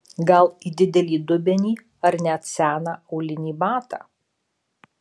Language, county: Lithuanian, Alytus